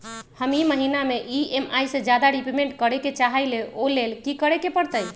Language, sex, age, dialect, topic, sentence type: Magahi, male, 18-24, Western, banking, question